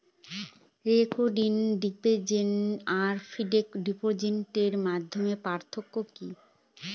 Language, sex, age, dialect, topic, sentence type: Bengali, female, 18-24, Northern/Varendri, banking, question